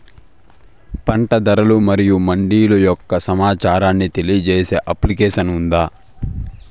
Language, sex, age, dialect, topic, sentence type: Telugu, male, 18-24, Southern, agriculture, question